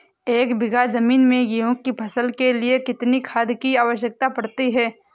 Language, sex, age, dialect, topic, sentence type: Hindi, female, 18-24, Awadhi Bundeli, agriculture, question